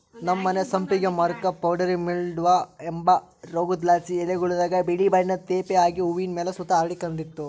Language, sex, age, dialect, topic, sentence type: Kannada, male, 41-45, Central, agriculture, statement